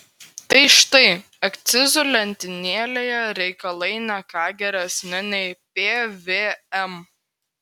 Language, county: Lithuanian, Klaipėda